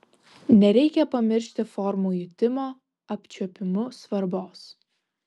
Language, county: Lithuanian, Vilnius